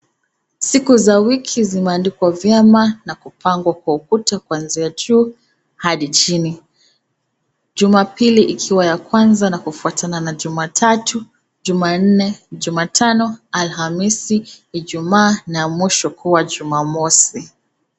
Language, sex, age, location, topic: Swahili, female, 25-35, Nakuru, education